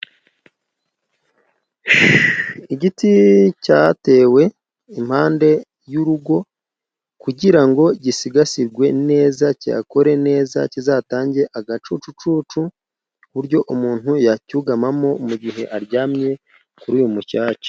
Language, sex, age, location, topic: Kinyarwanda, male, 25-35, Musanze, agriculture